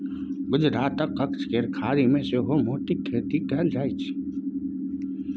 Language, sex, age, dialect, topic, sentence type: Maithili, male, 60-100, Bajjika, agriculture, statement